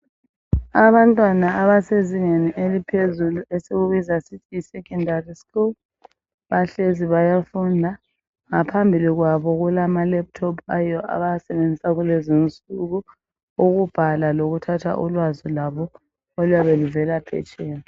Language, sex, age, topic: North Ndebele, male, 25-35, education